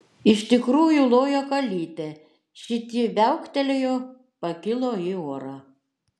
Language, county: Lithuanian, Šiauliai